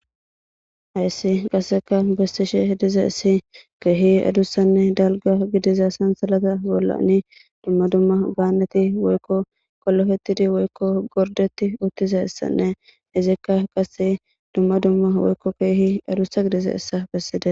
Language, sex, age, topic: Gamo, female, 18-24, government